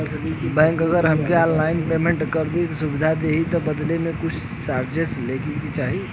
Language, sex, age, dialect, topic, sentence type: Bhojpuri, male, 18-24, Western, banking, question